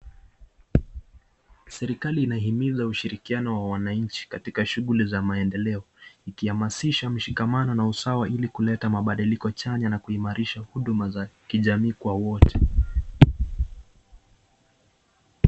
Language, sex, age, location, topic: Swahili, male, 25-35, Nakuru, government